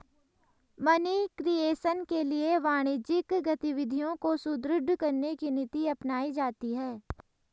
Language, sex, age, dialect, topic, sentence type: Hindi, female, 18-24, Garhwali, banking, statement